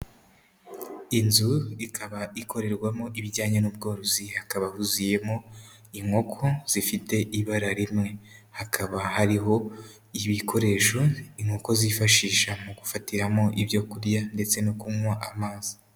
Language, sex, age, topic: Kinyarwanda, female, 18-24, agriculture